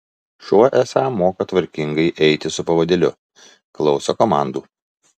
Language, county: Lithuanian, Vilnius